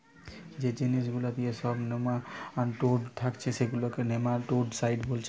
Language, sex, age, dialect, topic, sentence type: Bengali, male, 25-30, Western, agriculture, statement